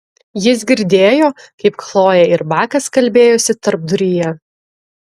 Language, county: Lithuanian, Klaipėda